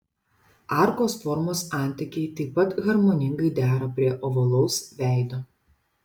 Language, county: Lithuanian, Šiauliai